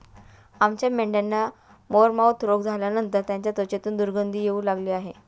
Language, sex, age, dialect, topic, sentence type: Marathi, female, 31-35, Standard Marathi, agriculture, statement